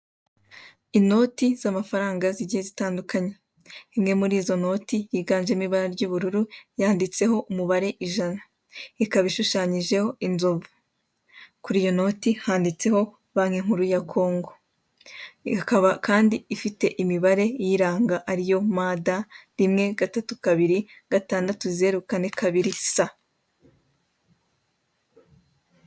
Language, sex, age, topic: Kinyarwanda, female, 18-24, finance